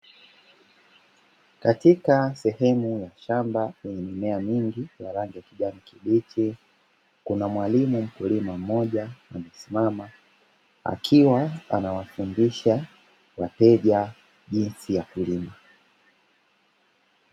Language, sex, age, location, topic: Swahili, male, 25-35, Dar es Salaam, education